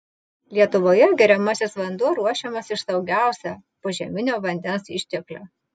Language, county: Lithuanian, Vilnius